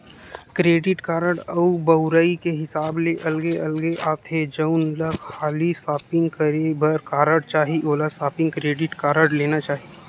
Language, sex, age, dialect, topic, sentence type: Chhattisgarhi, male, 18-24, Western/Budati/Khatahi, banking, statement